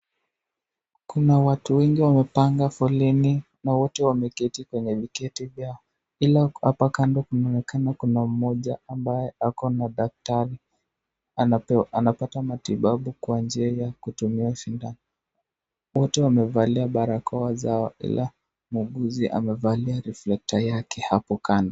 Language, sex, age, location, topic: Swahili, male, 18-24, Nakuru, health